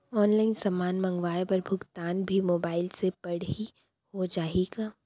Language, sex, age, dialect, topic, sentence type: Chhattisgarhi, female, 60-100, Central, banking, question